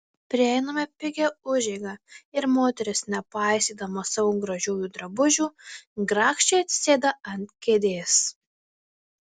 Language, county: Lithuanian, Marijampolė